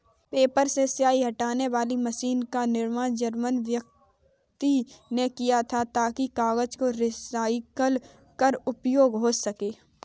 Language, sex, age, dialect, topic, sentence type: Hindi, female, 18-24, Kanauji Braj Bhasha, agriculture, statement